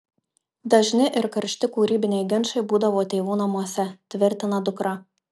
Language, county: Lithuanian, Marijampolė